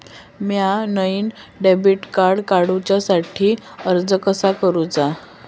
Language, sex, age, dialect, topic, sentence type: Marathi, female, 18-24, Southern Konkan, banking, statement